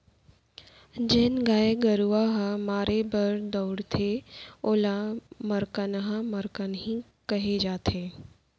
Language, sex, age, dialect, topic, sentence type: Chhattisgarhi, female, 36-40, Central, agriculture, statement